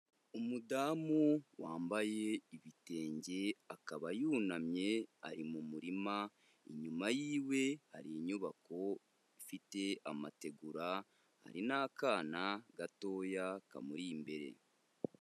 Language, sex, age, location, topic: Kinyarwanda, male, 18-24, Kigali, agriculture